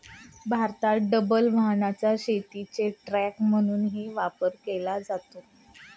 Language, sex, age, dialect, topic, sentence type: Marathi, female, 36-40, Standard Marathi, agriculture, statement